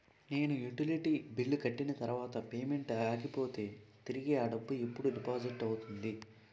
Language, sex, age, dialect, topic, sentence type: Telugu, male, 18-24, Utterandhra, banking, question